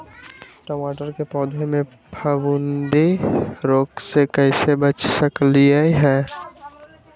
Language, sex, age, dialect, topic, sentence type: Magahi, male, 25-30, Western, agriculture, question